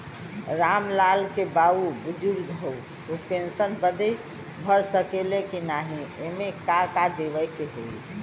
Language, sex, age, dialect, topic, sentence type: Bhojpuri, female, 25-30, Western, banking, question